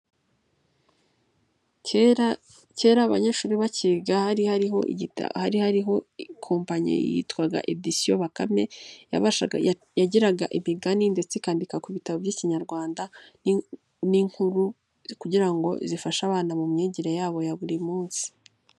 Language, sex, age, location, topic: Kinyarwanda, female, 18-24, Nyagatare, education